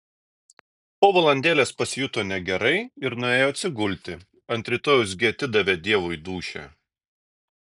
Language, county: Lithuanian, Šiauliai